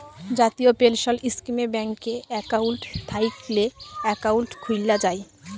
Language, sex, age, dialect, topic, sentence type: Bengali, female, 18-24, Jharkhandi, banking, statement